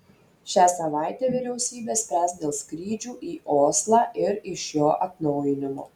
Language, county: Lithuanian, Telšiai